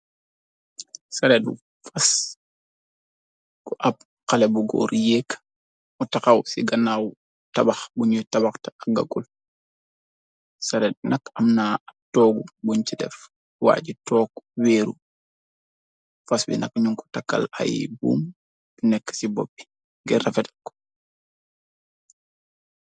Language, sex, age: Wolof, male, 25-35